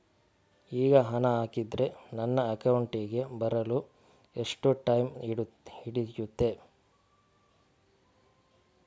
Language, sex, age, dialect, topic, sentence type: Kannada, male, 41-45, Coastal/Dakshin, banking, question